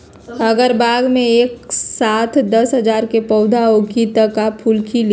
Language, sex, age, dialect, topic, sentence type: Magahi, female, 31-35, Western, agriculture, question